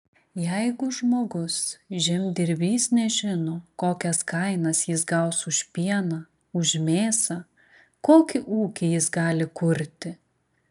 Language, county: Lithuanian, Klaipėda